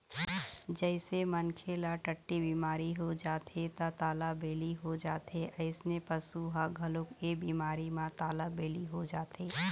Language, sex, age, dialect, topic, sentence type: Chhattisgarhi, female, 36-40, Eastern, agriculture, statement